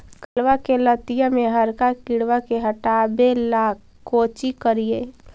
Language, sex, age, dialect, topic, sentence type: Magahi, female, 46-50, Central/Standard, agriculture, question